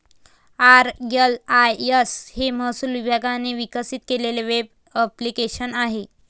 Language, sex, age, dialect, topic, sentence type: Marathi, female, 18-24, Varhadi, banking, statement